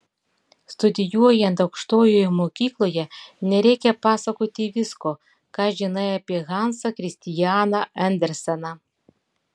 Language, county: Lithuanian, Klaipėda